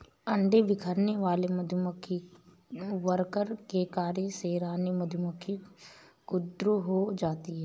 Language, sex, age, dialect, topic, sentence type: Hindi, female, 31-35, Awadhi Bundeli, agriculture, statement